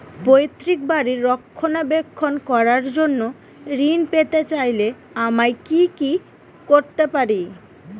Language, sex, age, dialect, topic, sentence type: Bengali, female, 18-24, Northern/Varendri, banking, question